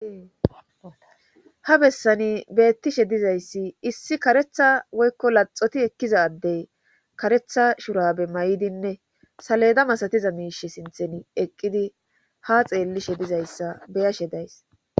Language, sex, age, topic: Gamo, male, 18-24, government